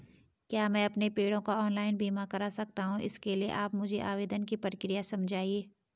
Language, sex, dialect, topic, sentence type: Hindi, female, Garhwali, banking, question